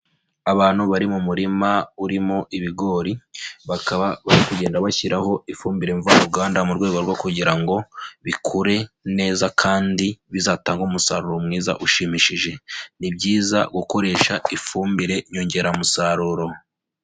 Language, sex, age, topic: Kinyarwanda, male, 25-35, agriculture